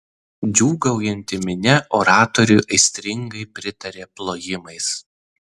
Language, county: Lithuanian, Vilnius